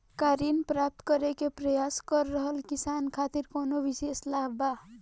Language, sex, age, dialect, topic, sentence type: Bhojpuri, female, 18-24, Southern / Standard, agriculture, statement